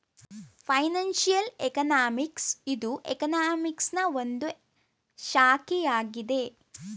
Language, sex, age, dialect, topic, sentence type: Kannada, female, 18-24, Mysore Kannada, banking, statement